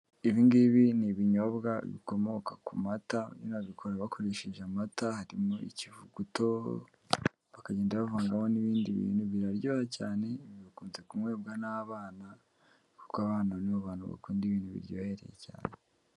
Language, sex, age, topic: Kinyarwanda, male, 18-24, finance